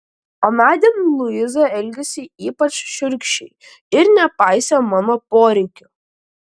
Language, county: Lithuanian, Klaipėda